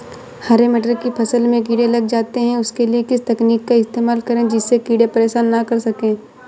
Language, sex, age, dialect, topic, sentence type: Hindi, female, 18-24, Awadhi Bundeli, agriculture, question